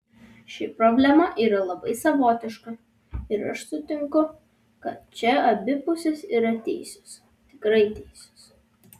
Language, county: Lithuanian, Vilnius